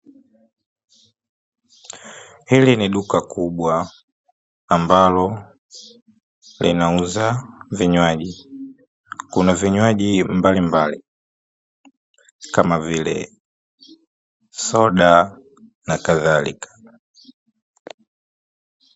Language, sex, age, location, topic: Swahili, male, 25-35, Dar es Salaam, finance